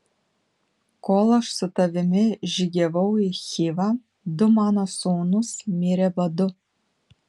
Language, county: Lithuanian, Panevėžys